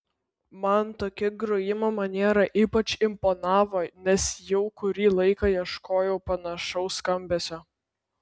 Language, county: Lithuanian, Vilnius